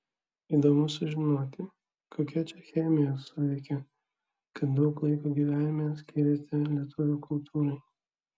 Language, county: Lithuanian, Kaunas